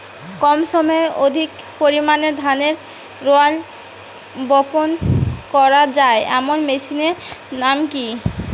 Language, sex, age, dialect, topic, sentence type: Bengali, female, 25-30, Rajbangshi, agriculture, question